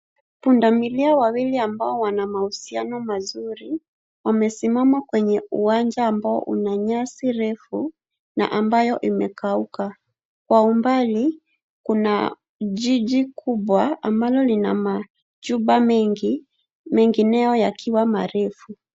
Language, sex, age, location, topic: Swahili, female, 25-35, Nairobi, government